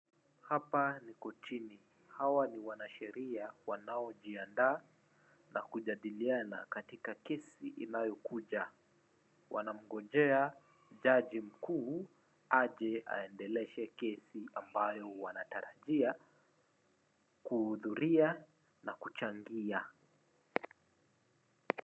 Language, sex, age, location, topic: Swahili, male, 25-35, Wajir, government